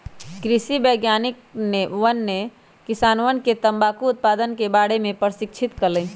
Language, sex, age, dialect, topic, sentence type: Magahi, female, 25-30, Western, agriculture, statement